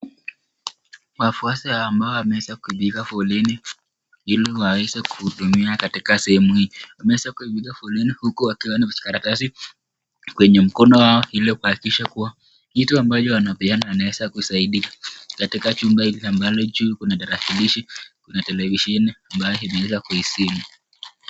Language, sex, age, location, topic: Swahili, male, 36-49, Nakuru, government